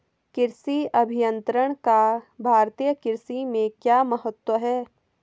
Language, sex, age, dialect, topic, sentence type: Hindi, female, 18-24, Hindustani Malvi Khadi Boli, agriculture, question